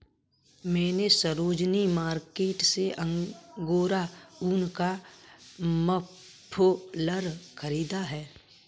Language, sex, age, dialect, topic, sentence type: Hindi, male, 25-30, Kanauji Braj Bhasha, agriculture, statement